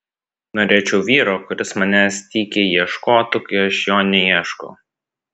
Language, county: Lithuanian, Vilnius